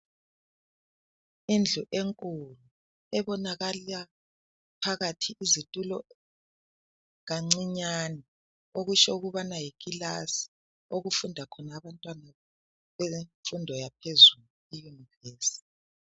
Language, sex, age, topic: North Ndebele, male, 50+, education